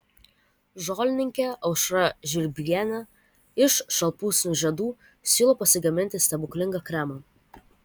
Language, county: Lithuanian, Vilnius